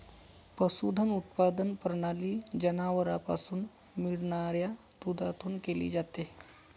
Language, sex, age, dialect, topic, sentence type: Marathi, male, 31-35, Northern Konkan, agriculture, statement